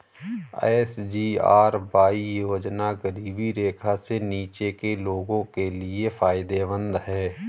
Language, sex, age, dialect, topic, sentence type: Hindi, male, 31-35, Awadhi Bundeli, banking, statement